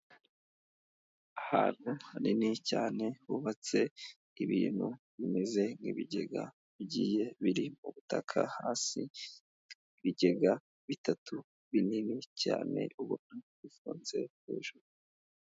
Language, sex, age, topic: Kinyarwanda, male, 25-35, health